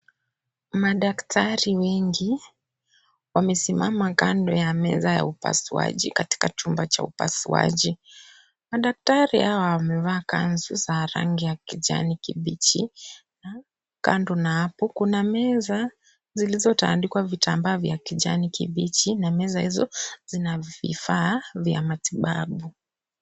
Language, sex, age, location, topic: Swahili, female, 25-35, Kisii, health